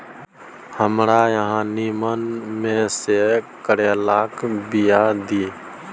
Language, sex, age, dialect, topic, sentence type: Maithili, male, 18-24, Bajjika, agriculture, question